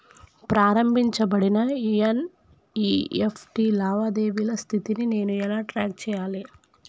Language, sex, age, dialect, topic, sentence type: Telugu, male, 25-30, Telangana, banking, question